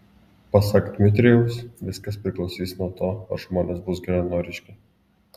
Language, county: Lithuanian, Klaipėda